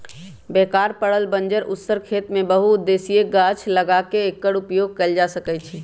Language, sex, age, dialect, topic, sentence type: Magahi, female, 25-30, Western, agriculture, statement